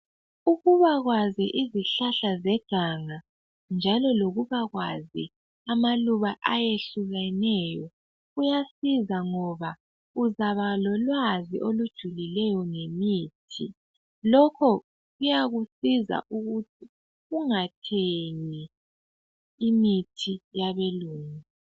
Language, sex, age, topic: North Ndebele, female, 18-24, health